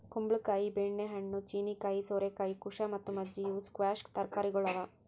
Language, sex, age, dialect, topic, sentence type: Kannada, female, 18-24, Northeastern, agriculture, statement